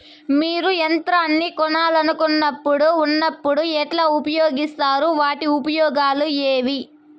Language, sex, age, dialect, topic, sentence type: Telugu, female, 25-30, Southern, agriculture, question